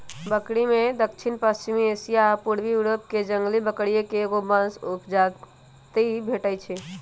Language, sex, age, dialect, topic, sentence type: Magahi, male, 18-24, Western, agriculture, statement